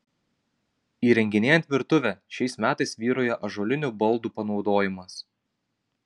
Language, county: Lithuanian, Kaunas